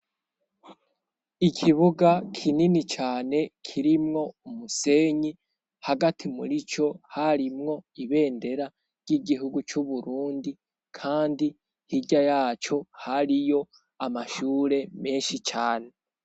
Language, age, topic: Rundi, 18-24, education